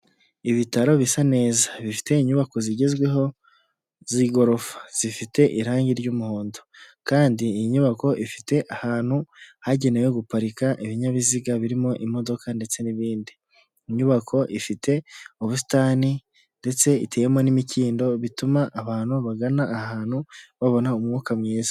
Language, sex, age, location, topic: Kinyarwanda, male, 18-24, Huye, health